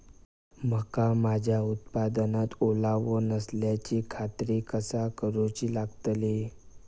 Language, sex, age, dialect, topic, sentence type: Marathi, male, 18-24, Southern Konkan, agriculture, question